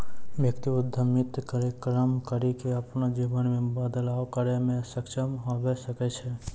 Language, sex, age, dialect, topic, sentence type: Maithili, male, 18-24, Angika, banking, statement